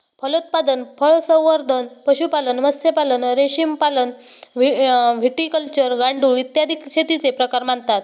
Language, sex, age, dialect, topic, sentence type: Marathi, male, 18-24, Standard Marathi, agriculture, statement